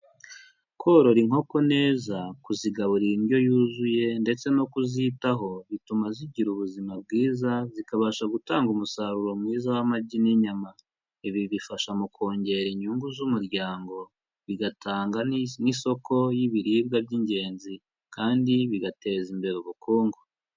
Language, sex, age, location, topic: Kinyarwanda, male, 25-35, Huye, agriculture